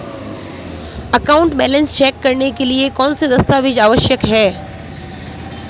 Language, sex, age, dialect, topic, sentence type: Hindi, female, 25-30, Marwari Dhudhari, banking, question